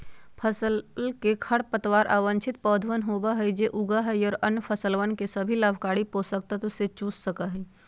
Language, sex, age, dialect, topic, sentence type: Magahi, female, 60-100, Western, agriculture, statement